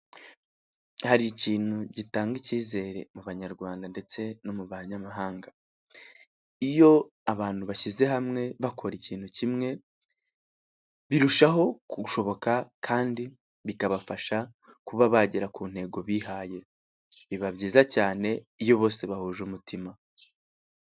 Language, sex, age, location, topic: Kinyarwanda, male, 18-24, Nyagatare, government